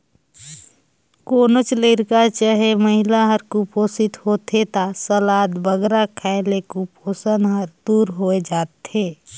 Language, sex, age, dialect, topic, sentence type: Chhattisgarhi, female, 31-35, Northern/Bhandar, agriculture, statement